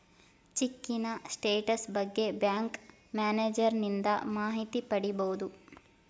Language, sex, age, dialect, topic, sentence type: Kannada, female, 18-24, Mysore Kannada, banking, statement